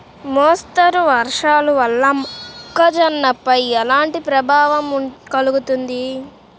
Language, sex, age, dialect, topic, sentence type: Telugu, female, 18-24, Central/Coastal, agriculture, question